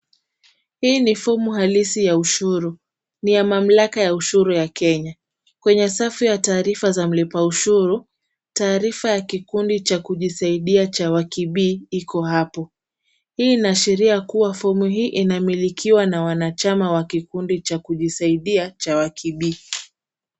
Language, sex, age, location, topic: Swahili, female, 25-35, Kisumu, finance